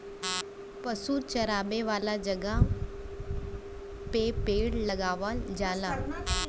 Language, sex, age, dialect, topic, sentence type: Bhojpuri, female, 25-30, Western, agriculture, statement